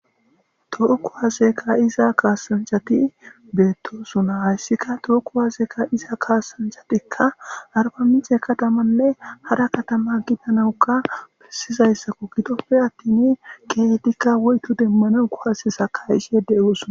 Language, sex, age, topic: Gamo, male, 18-24, government